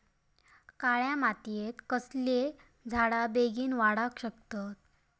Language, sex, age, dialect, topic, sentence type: Marathi, female, 18-24, Southern Konkan, agriculture, question